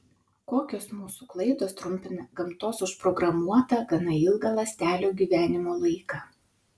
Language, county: Lithuanian, Utena